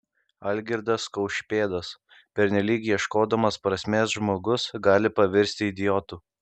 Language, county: Lithuanian, Kaunas